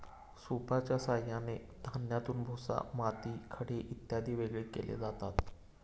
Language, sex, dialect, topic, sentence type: Marathi, male, Standard Marathi, agriculture, statement